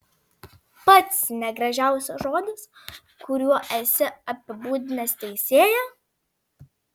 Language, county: Lithuanian, Vilnius